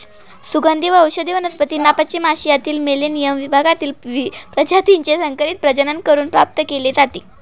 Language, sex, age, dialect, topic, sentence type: Marathi, male, 18-24, Northern Konkan, agriculture, statement